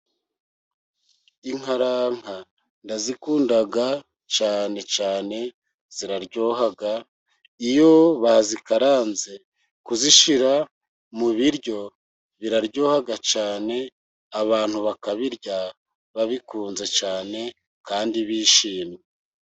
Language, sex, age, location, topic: Kinyarwanda, male, 50+, Musanze, agriculture